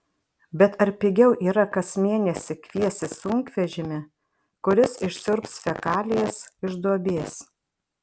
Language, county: Lithuanian, Kaunas